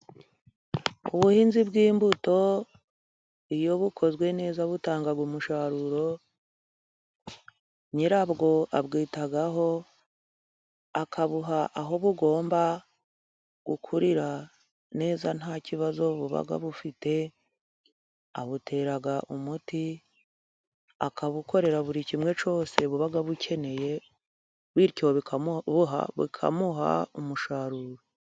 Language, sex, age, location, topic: Kinyarwanda, female, 50+, Musanze, agriculture